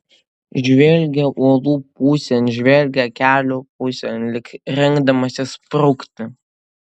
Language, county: Lithuanian, Utena